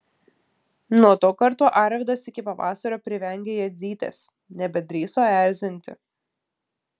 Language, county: Lithuanian, Klaipėda